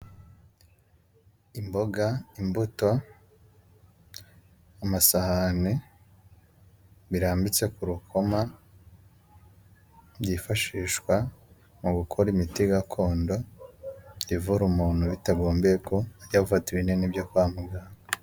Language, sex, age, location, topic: Kinyarwanda, male, 25-35, Huye, health